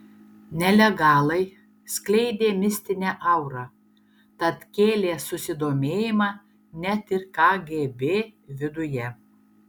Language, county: Lithuanian, Šiauliai